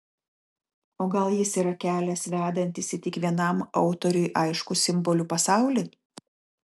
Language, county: Lithuanian, Kaunas